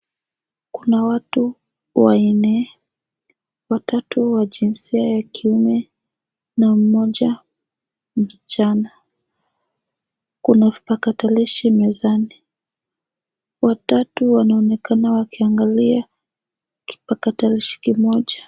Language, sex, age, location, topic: Swahili, female, 18-24, Nairobi, education